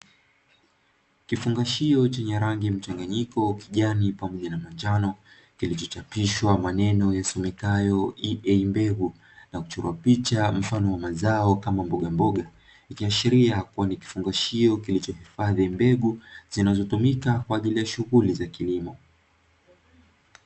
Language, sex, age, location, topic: Swahili, male, 25-35, Dar es Salaam, agriculture